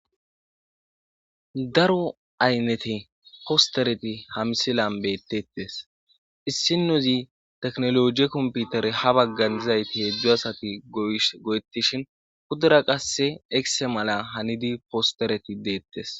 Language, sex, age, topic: Gamo, female, 25-35, government